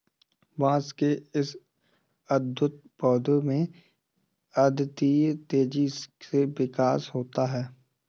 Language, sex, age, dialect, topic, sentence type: Hindi, male, 18-24, Kanauji Braj Bhasha, agriculture, statement